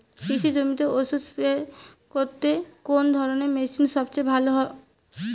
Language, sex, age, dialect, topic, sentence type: Bengali, female, 18-24, Rajbangshi, agriculture, question